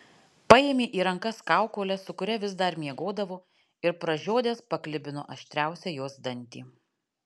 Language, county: Lithuanian, Alytus